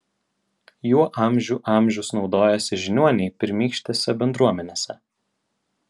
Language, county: Lithuanian, Vilnius